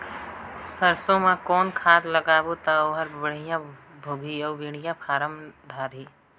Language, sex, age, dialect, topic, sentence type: Chhattisgarhi, female, 25-30, Northern/Bhandar, agriculture, question